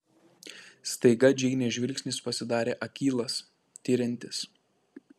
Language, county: Lithuanian, Klaipėda